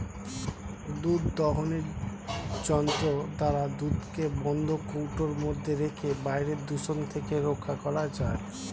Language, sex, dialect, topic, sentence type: Bengali, male, Standard Colloquial, agriculture, statement